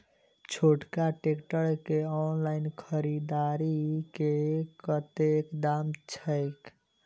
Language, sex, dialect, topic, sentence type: Maithili, male, Southern/Standard, agriculture, question